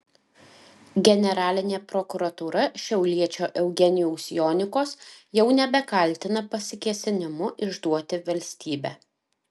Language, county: Lithuanian, Alytus